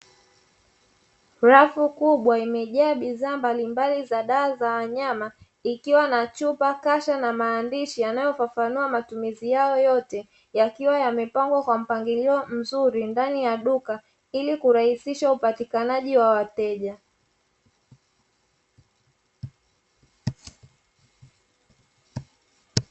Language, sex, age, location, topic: Swahili, female, 25-35, Dar es Salaam, agriculture